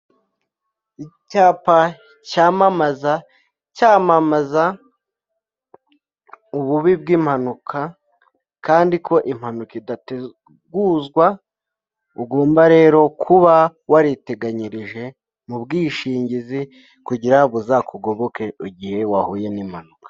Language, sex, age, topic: Kinyarwanda, male, 25-35, finance